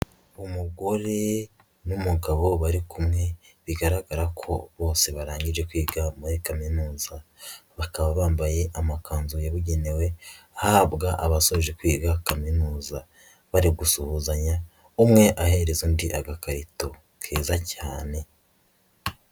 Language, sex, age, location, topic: Kinyarwanda, male, 50+, Nyagatare, education